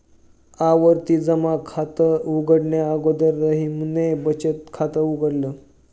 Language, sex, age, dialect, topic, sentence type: Marathi, male, 31-35, Northern Konkan, banking, statement